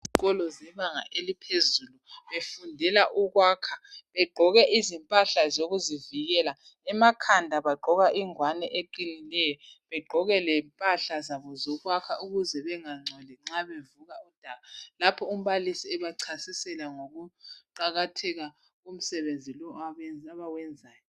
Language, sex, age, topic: North Ndebele, female, 25-35, education